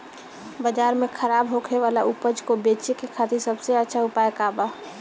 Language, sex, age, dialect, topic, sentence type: Bhojpuri, female, 18-24, Northern, agriculture, statement